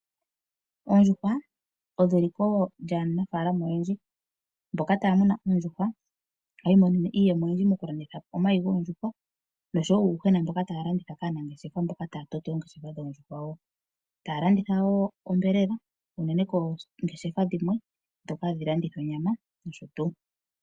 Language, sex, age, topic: Oshiwambo, female, 25-35, agriculture